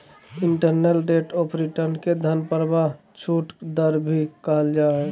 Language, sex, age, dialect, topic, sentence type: Magahi, male, 18-24, Southern, banking, statement